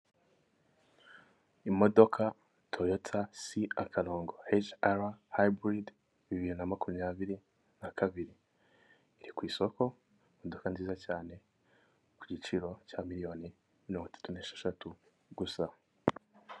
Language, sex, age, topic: Kinyarwanda, male, 18-24, finance